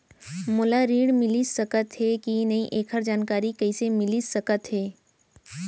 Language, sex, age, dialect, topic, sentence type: Chhattisgarhi, female, 18-24, Central, banking, question